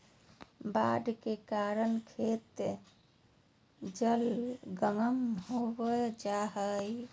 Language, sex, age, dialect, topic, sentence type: Magahi, female, 31-35, Southern, agriculture, statement